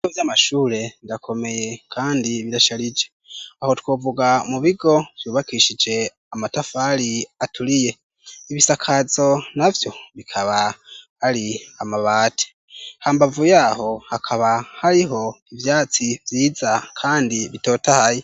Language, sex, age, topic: Rundi, male, 18-24, education